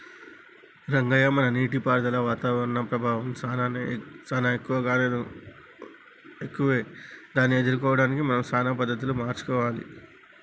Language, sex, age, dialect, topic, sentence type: Telugu, male, 36-40, Telangana, agriculture, statement